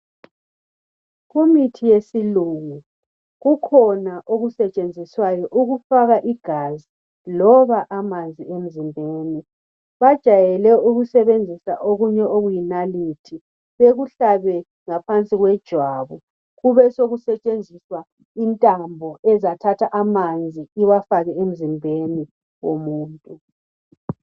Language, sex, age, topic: North Ndebele, male, 18-24, health